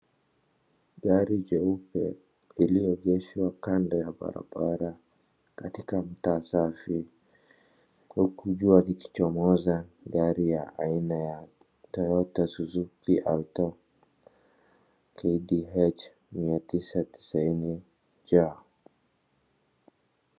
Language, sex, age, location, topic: Swahili, male, 25-35, Wajir, finance